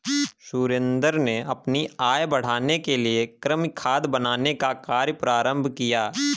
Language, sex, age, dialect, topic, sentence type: Hindi, male, 18-24, Awadhi Bundeli, agriculture, statement